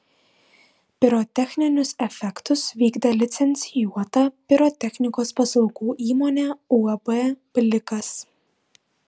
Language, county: Lithuanian, Vilnius